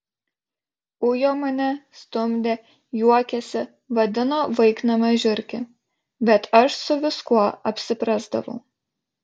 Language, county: Lithuanian, Šiauliai